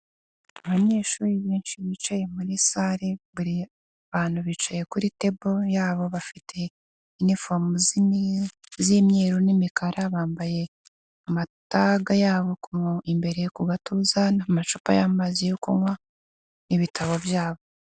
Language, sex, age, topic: Kinyarwanda, female, 18-24, education